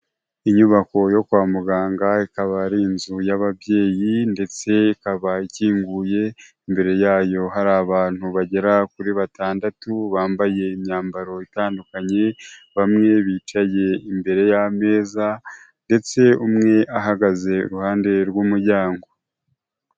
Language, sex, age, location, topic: Kinyarwanda, male, 25-35, Huye, health